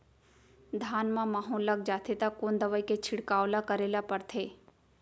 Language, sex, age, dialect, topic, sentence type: Chhattisgarhi, female, 18-24, Central, agriculture, question